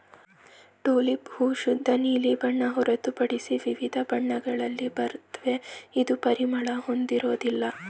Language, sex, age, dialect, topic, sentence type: Kannada, male, 18-24, Mysore Kannada, agriculture, statement